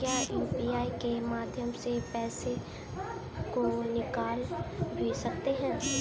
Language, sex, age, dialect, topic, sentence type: Hindi, female, 18-24, Kanauji Braj Bhasha, banking, question